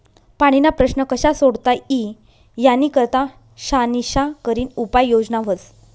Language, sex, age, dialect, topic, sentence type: Marathi, female, 36-40, Northern Konkan, banking, statement